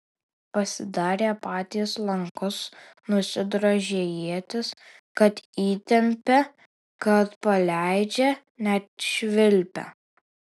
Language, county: Lithuanian, Alytus